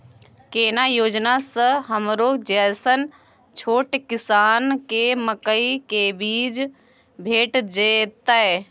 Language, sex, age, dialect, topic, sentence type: Maithili, female, 25-30, Bajjika, agriculture, question